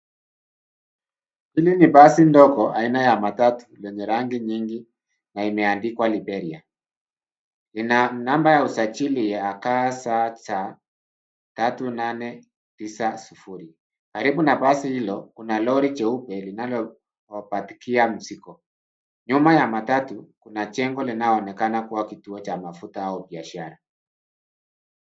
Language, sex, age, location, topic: Swahili, male, 50+, Nairobi, government